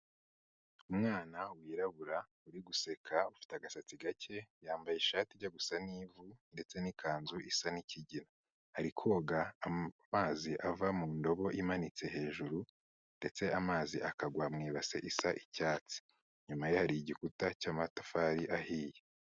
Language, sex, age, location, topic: Kinyarwanda, male, 18-24, Kigali, health